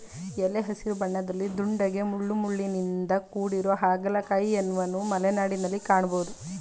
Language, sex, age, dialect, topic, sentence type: Kannada, female, 25-30, Mysore Kannada, agriculture, statement